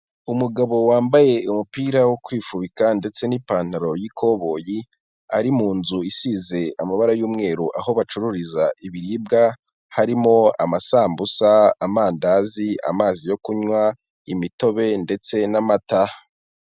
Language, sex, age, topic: Kinyarwanda, male, 18-24, finance